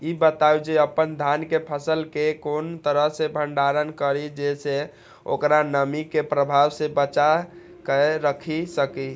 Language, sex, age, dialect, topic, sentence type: Maithili, male, 31-35, Eastern / Thethi, agriculture, question